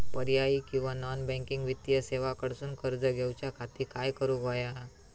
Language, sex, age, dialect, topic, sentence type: Marathi, female, 25-30, Southern Konkan, banking, question